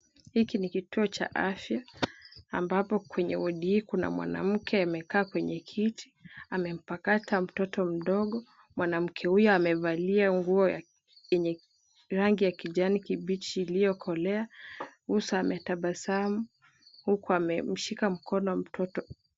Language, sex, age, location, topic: Swahili, female, 18-24, Kisumu, health